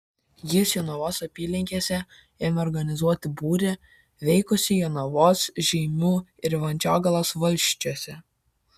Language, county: Lithuanian, Kaunas